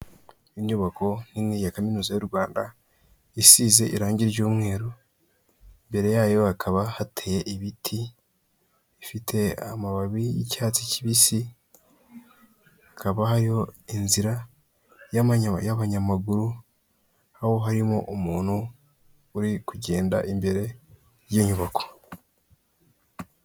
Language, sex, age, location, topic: Kinyarwanda, male, 18-24, Kigali, health